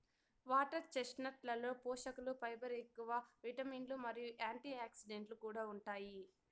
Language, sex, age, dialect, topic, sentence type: Telugu, female, 60-100, Southern, agriculture, statement